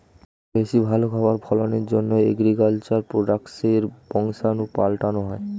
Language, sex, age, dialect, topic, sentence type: Bengali, male, 18-24, Standard Colloquial, agriculture, statement